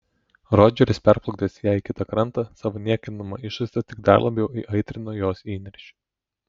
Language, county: Lithuanian, Telšiai